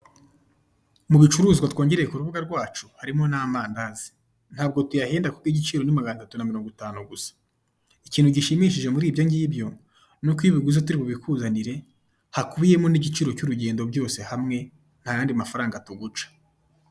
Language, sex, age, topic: Kinyarwanda, male, 25-35, finance